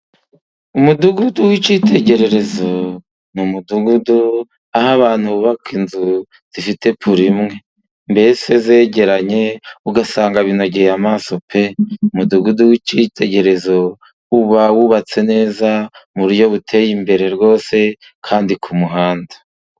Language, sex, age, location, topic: Kinyarwanda, male, 50+, Musanze, government